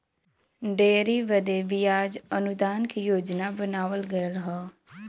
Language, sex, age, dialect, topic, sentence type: Bhojpuri, female, 18-24, Western, agriculture, statement